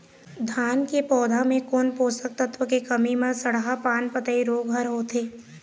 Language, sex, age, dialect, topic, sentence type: Chhattisgarhi, female, 18-24, Eastern, agriculture, question